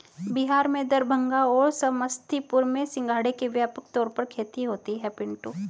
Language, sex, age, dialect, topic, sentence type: Hindi, female, 36-40, Hindustani Malvi Khadi Boli, agriculture, statement